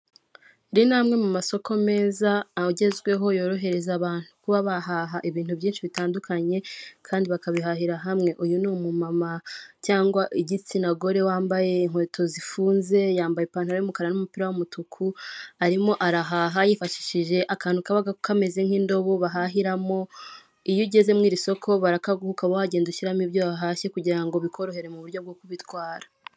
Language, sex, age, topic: Kinyarwanda, female, 18-24, finance